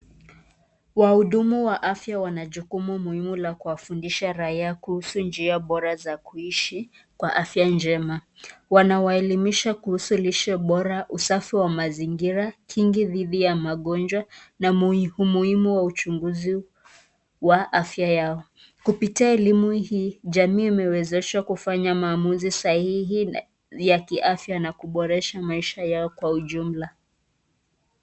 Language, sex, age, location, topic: Swahili, female, 25-35, Nakuru, health